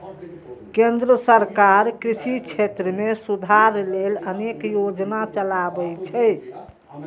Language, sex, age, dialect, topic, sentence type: Maithili, female, 36-40, Eastern / Thethi, agriculture, statement